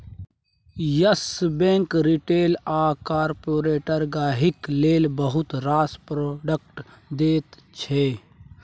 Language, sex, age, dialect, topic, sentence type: Maithili, male, 18-24, Bajjika, banking, statement